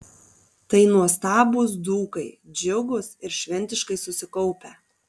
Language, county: Lithuanian, Kaunas